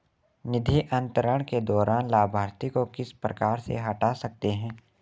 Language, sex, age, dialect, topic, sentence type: Hindi, male, 18-24, Marwari Dhudhari, banking, question